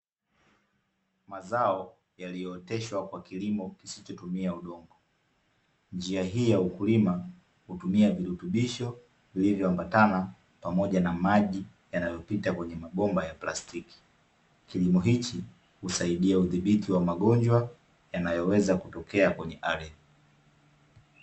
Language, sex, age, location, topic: Swahili, male, 25-35, Dar es Salaam, agriculture